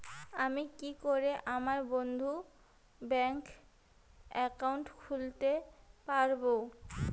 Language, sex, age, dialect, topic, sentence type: Bengali, female, 25-30, Rajbangshi, banking, question